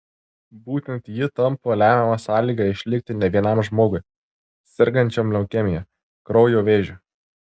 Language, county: Lithuanian, Tauragė